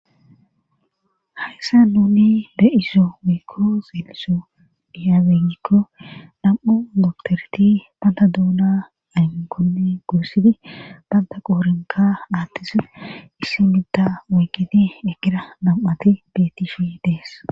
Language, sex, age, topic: Gamo, female, 36-49, government